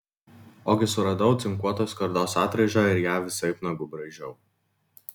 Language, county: Lithuanian, Vilnius